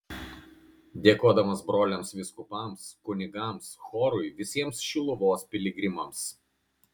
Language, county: Lithuanian, Kaunas